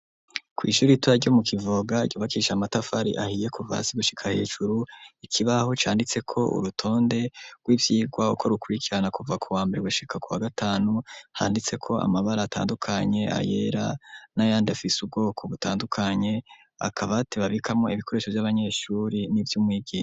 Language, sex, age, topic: Rundi, male, 25-35, education